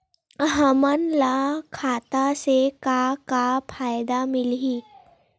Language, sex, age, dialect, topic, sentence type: Chhattisgarhi, female, 18-24, Western/Budati/Khatahi, banking, question